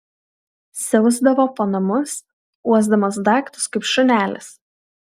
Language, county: Lithuanian, Kaunas